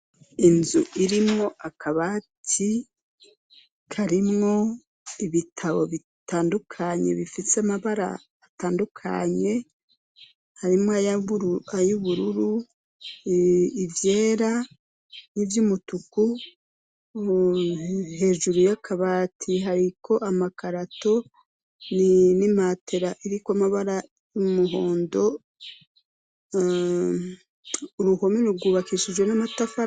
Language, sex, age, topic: Rundi, female, 36-49, education